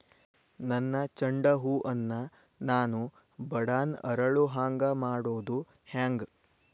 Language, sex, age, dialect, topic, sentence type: Kannada, male, 25-30, Dharwad Kannada, agriculture, question